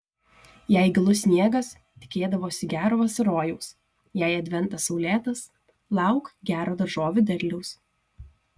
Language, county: Lithuanian, Šiauliai